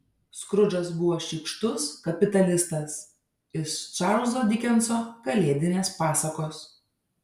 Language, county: Lithuanian, Šiauliai